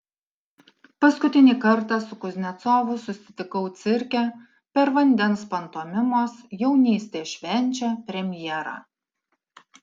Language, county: Lithuanian, Alytus